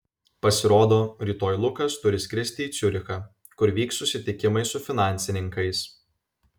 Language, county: Lithuanian, Vilnius